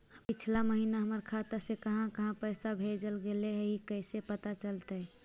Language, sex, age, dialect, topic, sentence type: Magahi, male, 56-60, Central/Standard, banking, question